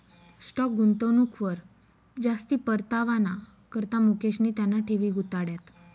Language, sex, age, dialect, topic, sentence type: Marathi, female, 25-30, Northern Konkan, banking, statement